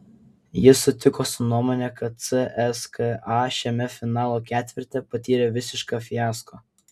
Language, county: Lithuanian, Kaunas